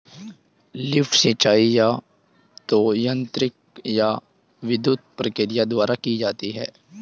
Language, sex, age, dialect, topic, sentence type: Hindi, male, 18-24, Hindustani Malvi Khadi Boli, agriculture, statement